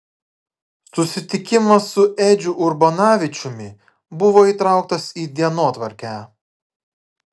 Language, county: Lithuanian, Klaipėda